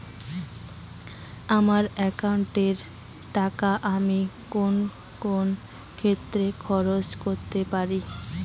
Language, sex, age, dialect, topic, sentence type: Bengali, female, 18-24, Rajbangshi, banking, question